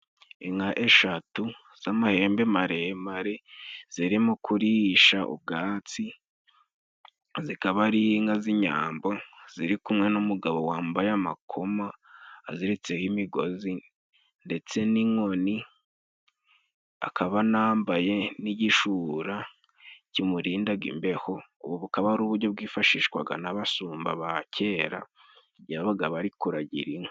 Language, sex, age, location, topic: Kinyarwanda, male, 18-24, Musanze, government